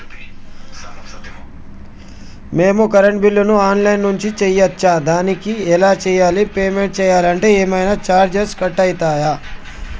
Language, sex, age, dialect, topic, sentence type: Telugu, male, 25-30, Telangana, banking, question